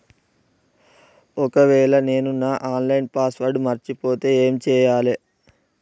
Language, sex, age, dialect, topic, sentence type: Telugu, male, 18-24, Telangana, banking, question